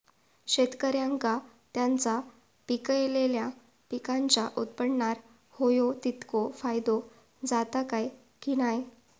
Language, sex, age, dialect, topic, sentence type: Marathi, female, 41-45, Southern Konkan, agriculture, question